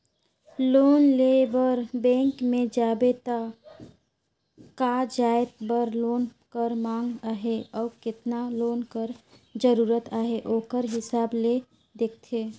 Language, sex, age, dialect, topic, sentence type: Chhattisgarhi, female, 36-40, Northern/Bhandar, banking, statement